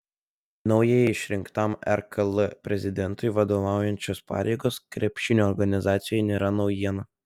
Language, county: Lithuanian, Telšiai